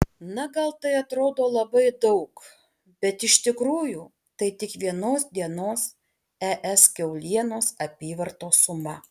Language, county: Lithuanian, Alytus